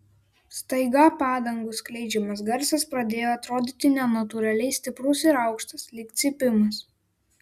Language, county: Lithuanian, Vilnius